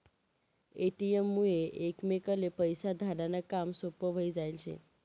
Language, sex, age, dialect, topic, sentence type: Marathi, female, 18-24, Northern Konkan, banking, statement